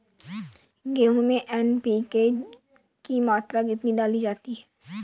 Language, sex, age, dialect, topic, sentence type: Hindi, female, 18-24, Awadhi Bundeli, agriculture, question